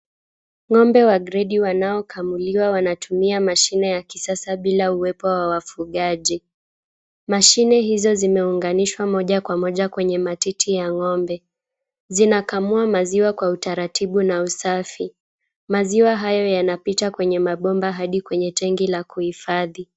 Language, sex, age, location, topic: Swahili, female, 18-24, Kisumu, agriculture